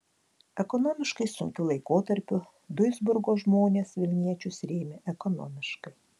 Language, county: Lithuanian, Klaipėda